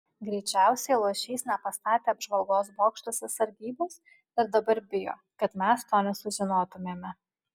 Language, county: Lithuanian, Alytus